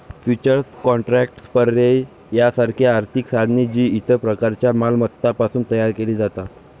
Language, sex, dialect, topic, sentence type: Marathi, male, Varhadi, banking, statement